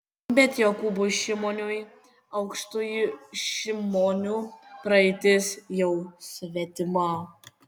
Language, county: Lithuanian, Kaunas